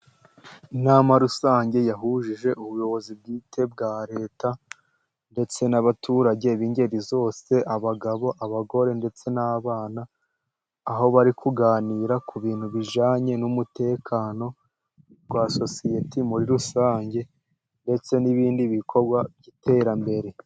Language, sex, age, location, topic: Kinyarwanda, female, 50+, Musanze, government